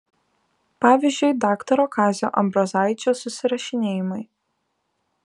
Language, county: Lithuanian, Kaunas